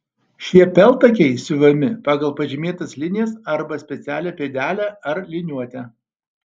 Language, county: Lithuanian, Alytus